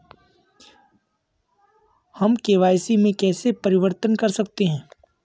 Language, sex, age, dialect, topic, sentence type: Hindi, male, 51-55, Kanauji Braj Bhasha, banking, question